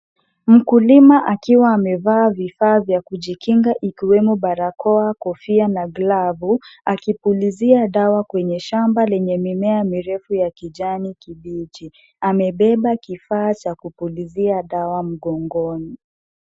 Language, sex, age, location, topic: Swahili, female, 50+, Kisumu, health